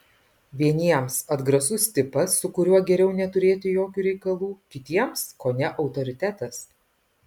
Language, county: Lithuanian, Alytus